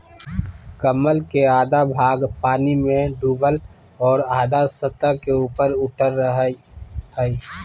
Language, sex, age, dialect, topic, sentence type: Magahi, male, 31-35, Southern, agriculture, statement